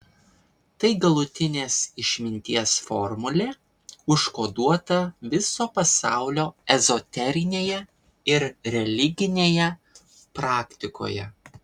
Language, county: Lithuanian, Vilnius